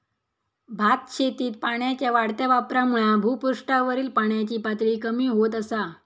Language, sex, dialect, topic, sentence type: Marathi, female, Southern Konkan, agriculture, statement